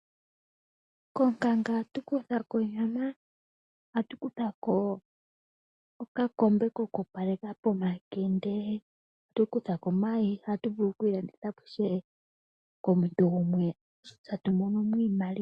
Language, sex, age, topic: Oshiwambo, female, 18-24, agriculture